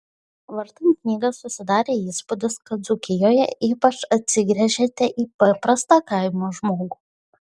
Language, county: Lithuanian, Šiauliai